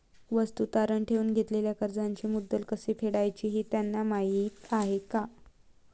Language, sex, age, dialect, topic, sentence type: Marathi, female, 18-24, Varhadi, banking, statement